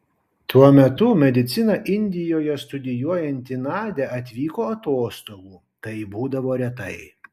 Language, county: Lithuanian, Kaunas